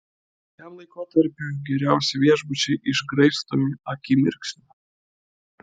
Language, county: Lithuanian, Klaipėda